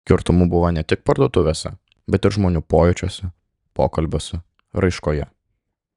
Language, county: Lithuanian, Klaipėda